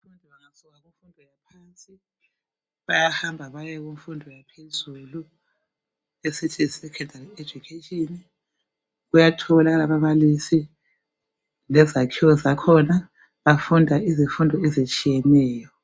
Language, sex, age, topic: North Ndebele, female, 50+, education